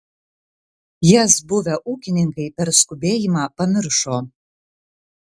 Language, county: Lithuanian, Vilnius